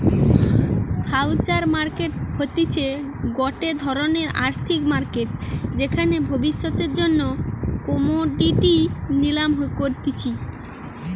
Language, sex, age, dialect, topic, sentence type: Bengali, female, 18-24, Western, banking, statement